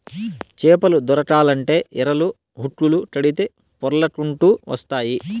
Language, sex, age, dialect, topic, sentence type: Telugu, male, 18-24, Southern, agriculture, statement